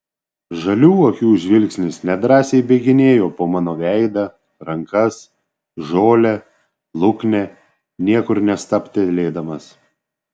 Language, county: Lithuanian, Šiauliai